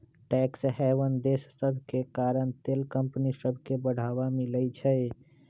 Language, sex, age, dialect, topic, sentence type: Magahi, male, 25-30, Western, banking, statement